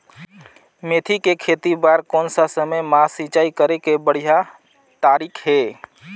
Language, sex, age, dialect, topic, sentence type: Chhattisgarhi, male, 31-35, Northern/Bhandar, agriculture, question